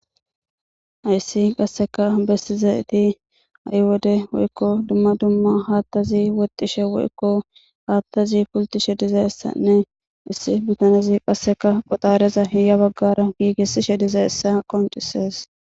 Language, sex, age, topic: Gamo, female, 18-24, government